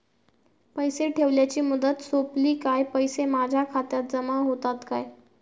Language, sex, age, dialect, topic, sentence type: Marathi, female, 18-24, Southern Konkan, banking, question